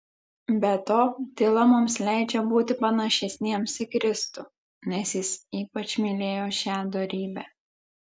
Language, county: Lithuanian, Klaipėda